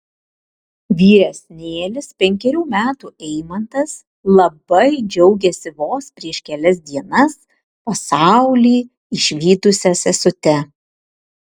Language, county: Lithuanian, Vilnius